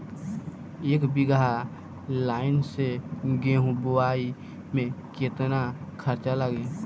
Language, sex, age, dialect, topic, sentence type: Bhojpuri, male, <18, Northern, agriculture, question